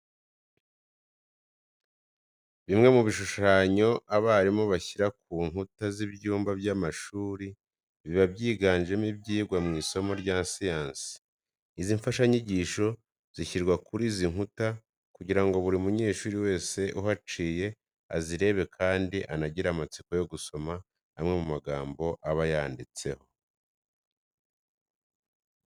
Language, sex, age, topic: Kinyarwanda, male, 25-35, education